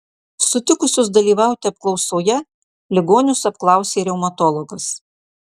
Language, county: Lithuanian, Marijampolė